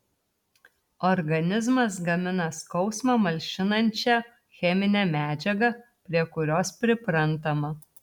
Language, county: Lithuanian, Telšiai